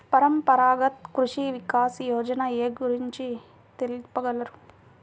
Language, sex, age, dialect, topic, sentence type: Telugu, female, 41-45, Central/Coastal, agriculture, question